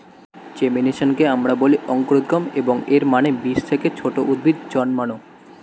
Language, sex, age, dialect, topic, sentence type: Bengali, male, 18-24, Standard Colloquial, agriculture, statement